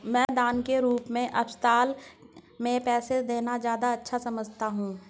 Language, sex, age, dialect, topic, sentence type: Hindi, female, 46-50, Hindustani Malvi Khadi Boli, banking, statement